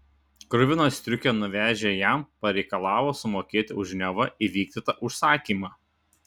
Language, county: Lithuanian, Šiauliai